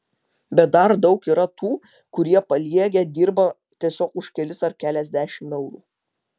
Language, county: Lithuanian, Utena